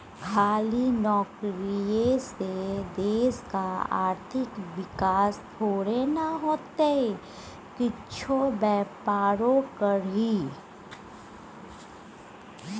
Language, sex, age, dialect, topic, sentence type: Maithili, female, 36-40, Bajjika, banking, statement